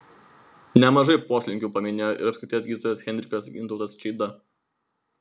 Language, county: Lithuanian, Vilnius